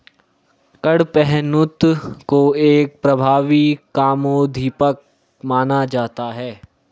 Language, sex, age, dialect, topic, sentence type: Hindi, male, 18-24, Hindustani Malvi Khadi Boli, agriculture, statement